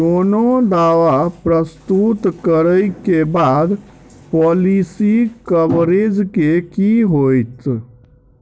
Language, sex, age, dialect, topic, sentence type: Maithili, male, 25-30, Southern/Standard, banking, question